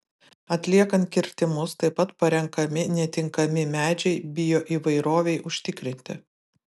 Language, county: Lithuanian, Vilnius